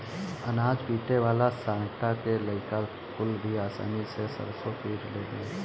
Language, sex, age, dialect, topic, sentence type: Bhojpuri, male, 25-30, Northern, agriculture, statement